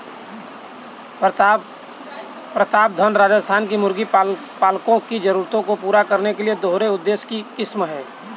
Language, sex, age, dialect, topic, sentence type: Hindi, male, 31-35, Kanauji Braj Bhasha, agriculture, statement